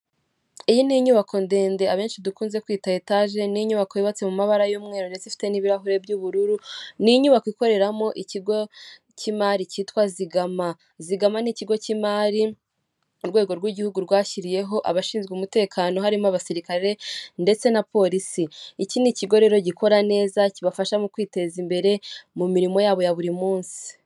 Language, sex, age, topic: Kinyarwanda, female, 18-24, government